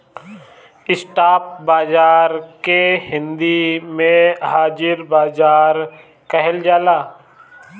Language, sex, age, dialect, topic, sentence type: Bhojpuri, male, 25-30, Northern, banking, statement